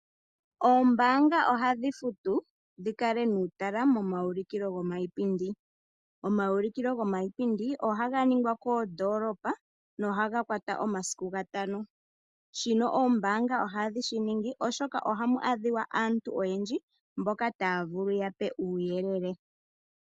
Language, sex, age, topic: Oshiwambo, female, 18-24, finance